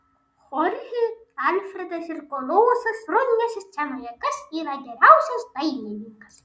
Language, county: Lithuanian, Vilnius